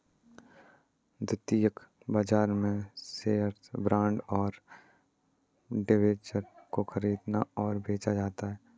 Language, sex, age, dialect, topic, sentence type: Hindi, male, 18-24, Kanauji Braj Bhasha, banking, statement